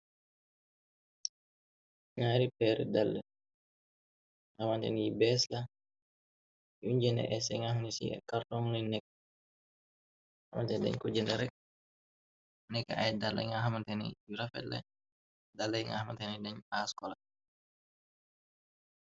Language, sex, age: Wolof, male, 18-24